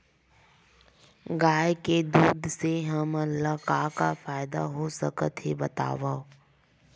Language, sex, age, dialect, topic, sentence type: Chhattisgarhi, female, 18-24, Western/Budati/Khatahi, agriculture, question